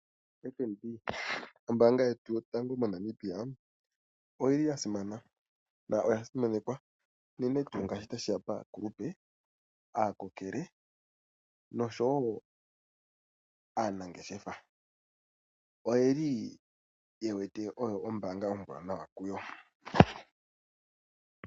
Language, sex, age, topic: Oshiwambo, male, 25-35, finance